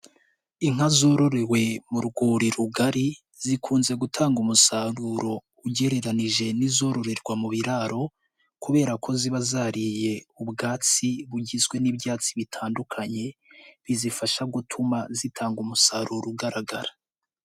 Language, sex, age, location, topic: Kinyarwanda, male, 18-24, Nyagatare, agriculture